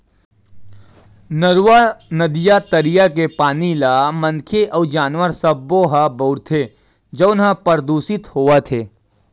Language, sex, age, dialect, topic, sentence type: Chhattisgarhi, male, 18-24, Western/Budati/Khatahi, agriculture, statement